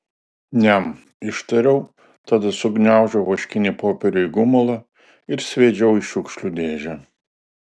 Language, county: Lithuanian, Alytus